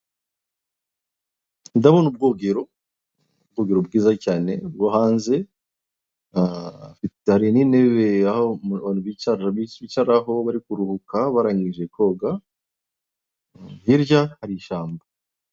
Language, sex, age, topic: Kinyarwanda, male, 36-49, finance